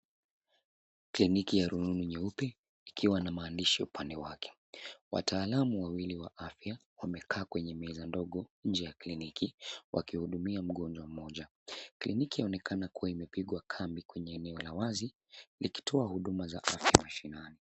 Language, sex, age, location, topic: Swahili, male, 18-24, Nairobi, health